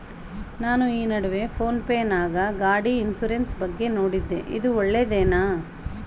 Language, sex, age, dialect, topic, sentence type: Kannada, female, 31-35, Central, banking, question